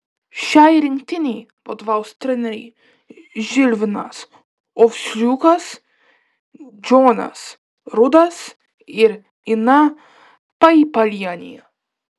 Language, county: Lithuanian, Klaipėda